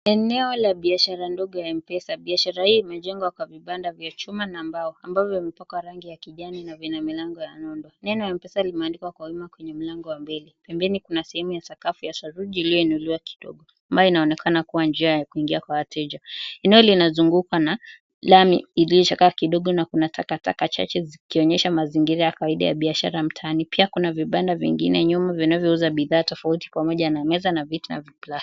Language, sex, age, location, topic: Swahili, female, 18-24, Kisii, finance